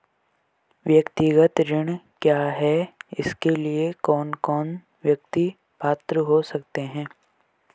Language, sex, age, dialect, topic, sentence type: Hindi, female, 18-24, Garhwali, banking, question